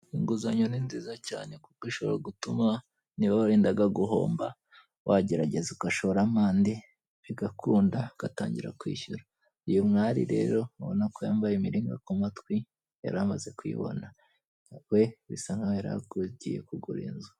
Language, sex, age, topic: Kinyarwanda, female, 25-35, finance